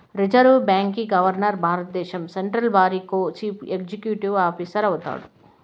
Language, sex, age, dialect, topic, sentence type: Telugu, female, 31-35, Southern, banking, statement